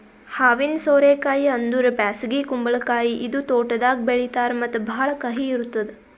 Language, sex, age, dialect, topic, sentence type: Kannada, female, 25-30, Northeastern, agriculture, statement